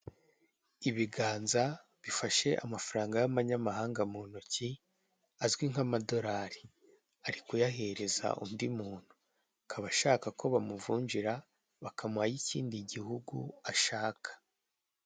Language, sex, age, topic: Kinyarwanda, male, 18-24, finance